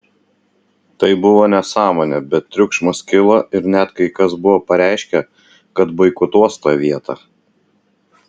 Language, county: Lithuanian, Vilnius